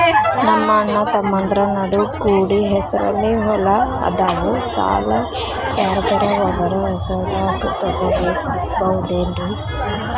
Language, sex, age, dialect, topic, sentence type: Kannada, female, 18-24, Dharwad Kannada, banking, question